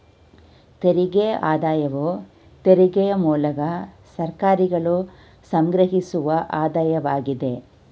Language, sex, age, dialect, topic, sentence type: Kannada, female, 46-50, Mysore Kannada, banking, statement